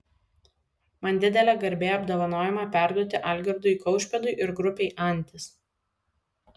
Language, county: Lithuanian, Vilnius